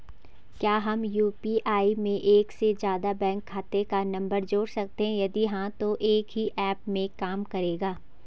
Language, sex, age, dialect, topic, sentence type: Hindi, female, 18-24, Garhwali, banking, question